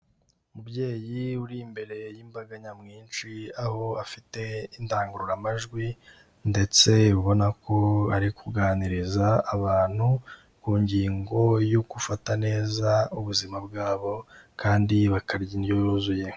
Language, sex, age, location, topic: Kinyarwanda, male, 18-24, Kigali, health